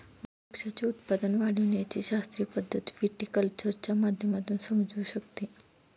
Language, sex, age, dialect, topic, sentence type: Marathi, female, 25-30, Standard Marathi, agriculture, statement